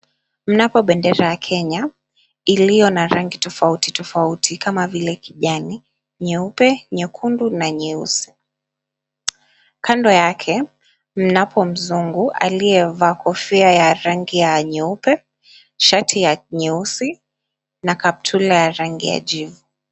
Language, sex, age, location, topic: Swahili, female, 25-35, Mombasa, government